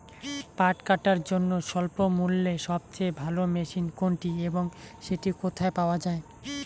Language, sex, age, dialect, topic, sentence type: Bengali, male, 18-24, Rajbangshi, agriculture, question